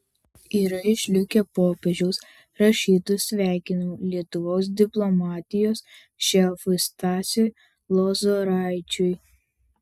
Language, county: Lithuanian, Vilnius